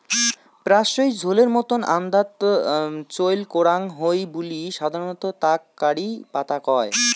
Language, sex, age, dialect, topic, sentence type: Bengali, male, 25-30, Rajbangshi, agriculture, statement